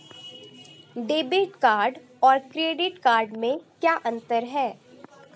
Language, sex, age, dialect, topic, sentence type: Hindi, female, 18-24, Marwari Dhudhari, banking, question